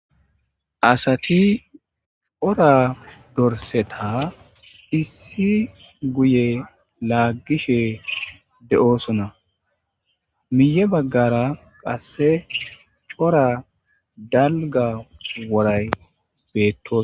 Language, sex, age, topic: Gamo, female, 25-35, agriculture